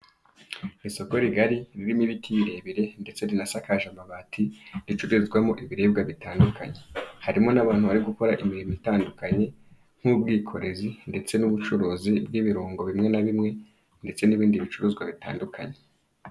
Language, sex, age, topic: Kinyarwanda, male, 25-35, finance